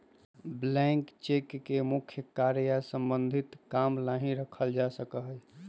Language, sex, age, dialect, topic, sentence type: Magahi, male, 25-30, Western, banking, statement